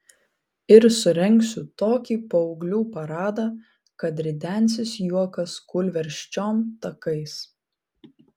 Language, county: Lithuanian, Vilnius